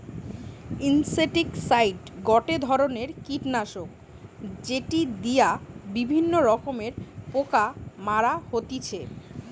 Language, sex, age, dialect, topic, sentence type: Bengali, female, 25-30, Western, agriculture, statement